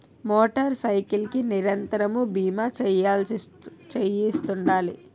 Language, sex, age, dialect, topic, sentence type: Telugu, female, 18-24, Utterandhra, banking, statement